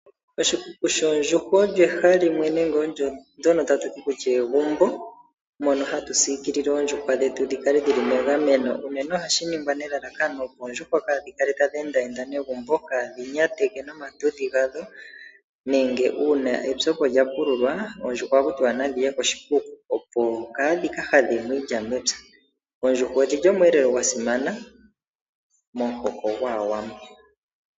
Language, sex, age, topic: Oshiwambo, male, 25-35, agriculture